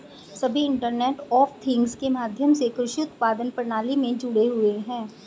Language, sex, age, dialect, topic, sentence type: Hindi, female, 25-30, Hindustani Malvi Khadi Boli, agriculture, statement